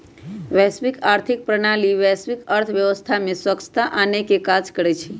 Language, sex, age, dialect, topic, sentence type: Magahi, female, 25-30, Western, banking, statement